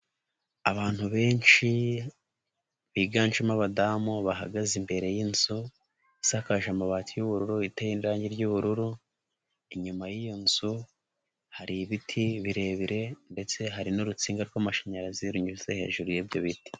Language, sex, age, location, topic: Kinyarwanda, male, 18-24, Nyagatare, health